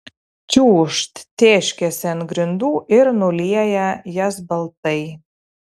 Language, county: Lithuanian, Telšiai